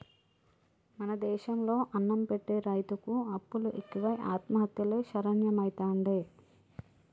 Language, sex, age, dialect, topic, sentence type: Telugu, male, 36-40, Telangana, agriculture, statement